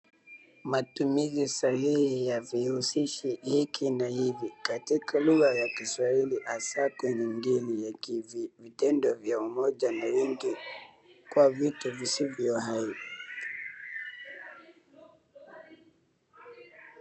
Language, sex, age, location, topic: Swahili, male, 36-49, Wajir, education